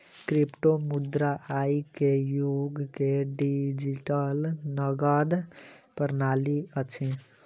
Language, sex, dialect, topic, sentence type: Maithili, male, Southern/Standard, banking, statement